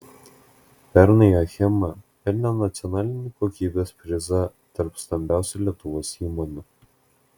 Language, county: Lithuanian, Klaipėda